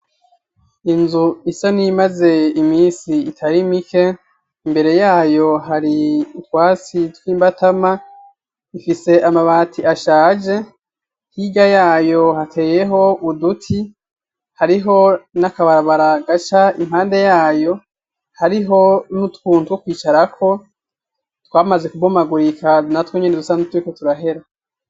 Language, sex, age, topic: Rundi, male, 25-35, education